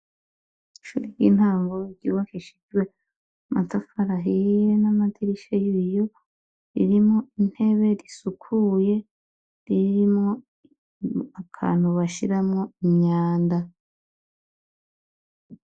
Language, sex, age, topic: Rundi, female, 36-49, education